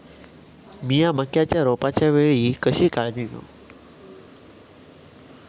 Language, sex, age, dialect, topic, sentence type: Marathi, male, 18-24, Southern Konkan, agriculture, question